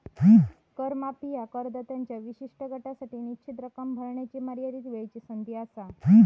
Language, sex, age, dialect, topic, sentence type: Marathi, female, 60-100, Southern Konkan, banking, statement